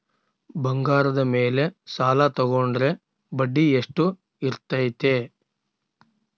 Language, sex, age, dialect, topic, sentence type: Kannada, male, 36-40, Central, banking, question